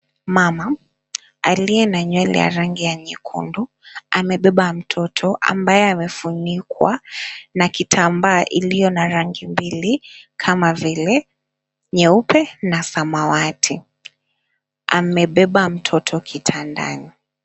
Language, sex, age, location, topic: Swahili, female, 25-35, Mombasa, health